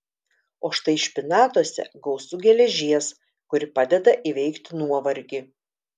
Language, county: Lithuanian, Telšiai